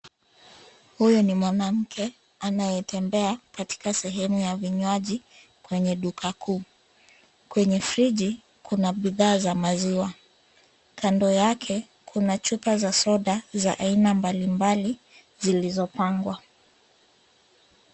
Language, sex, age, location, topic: Swahili, female, 25-35, Nairobi, finance